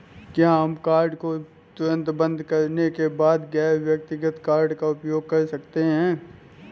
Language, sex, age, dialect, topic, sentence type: Hindi, male, 18-24, Awadhi Bundeli, banking, question